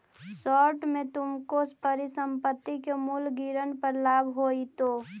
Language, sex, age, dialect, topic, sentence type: Magahi, female, 18-24, Central/Standard, banking, statement